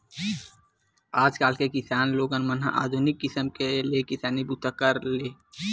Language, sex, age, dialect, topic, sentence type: Chhattisgarhi, male, 18-24, Western/Budati/Khatahi, agriculture, statement